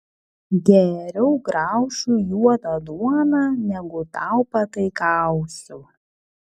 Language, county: Lithuanian, Kaunas